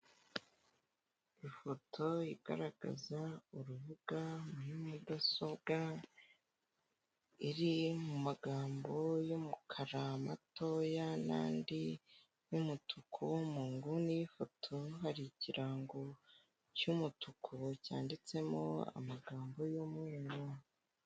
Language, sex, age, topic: Kinyarwanda, female, 18-24, finance